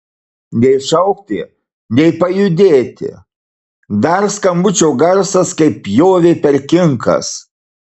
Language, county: Lithuanian, Marijampolė